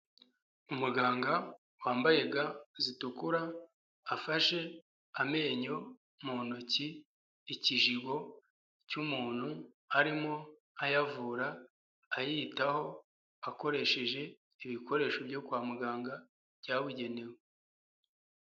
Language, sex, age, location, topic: Kinyarwanda, male, 25-35, Huye, health